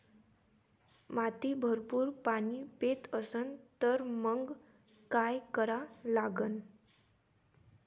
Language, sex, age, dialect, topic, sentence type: Marathi, female, 18-24, Varhadi, agriculture, question